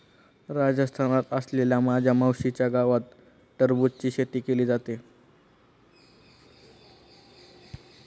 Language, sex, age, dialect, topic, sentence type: Marathi, male, 36-40, Standard Marathi, agriculture, statement